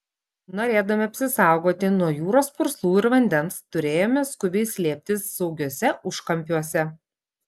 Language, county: Lithuanian, Klaipėda